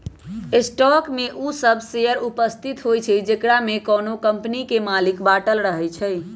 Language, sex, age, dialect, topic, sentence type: Magahi, male, 25-30, Western, banking, statement